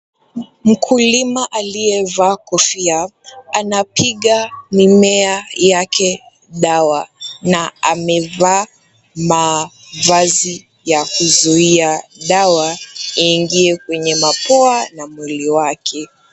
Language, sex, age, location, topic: Swahili, female, 18-24, Kisumu, health